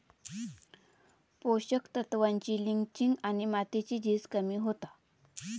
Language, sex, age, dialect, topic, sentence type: Marathi, female, 25-30, Southern Konkan, agriculture, statement